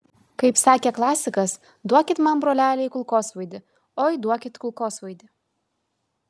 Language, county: Lithuanian, Kaunas